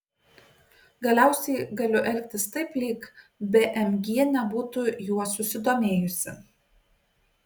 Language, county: Lithuanian, Kaunas